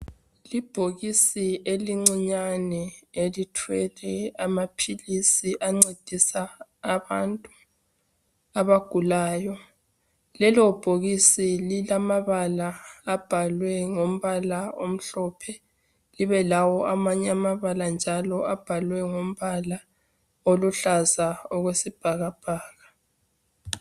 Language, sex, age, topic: North Ndebele, female, 25-35, health